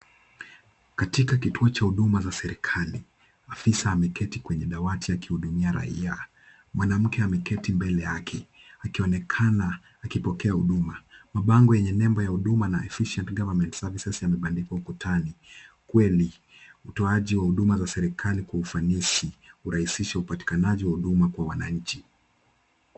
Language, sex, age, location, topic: Swahili, male, 18-24, Kisumu, government